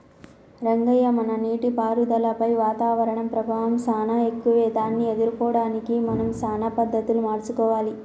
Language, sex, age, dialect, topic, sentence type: Telugu, female, 31-35, Telangana, agriculture, statement